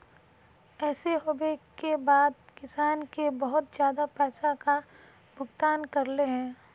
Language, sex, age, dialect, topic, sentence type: Magahi, female, 25-30, Northeastern/Surjapuri, agriculture, question